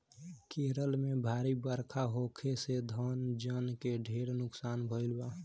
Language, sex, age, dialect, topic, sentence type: Bhojpuri, male, 18-24, Southern / Standard, agriculture, statement